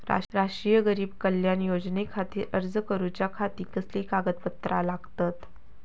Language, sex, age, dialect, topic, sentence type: Marathi, female, 18-24, Southern Konkan, banking, question